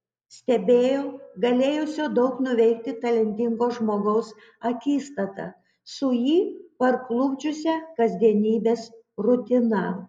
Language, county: Lithuanian, Panevėžys